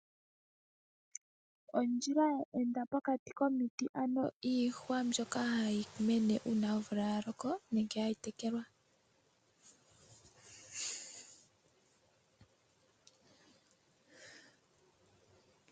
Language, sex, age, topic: Oshiwambo, female, 18-24, agriculture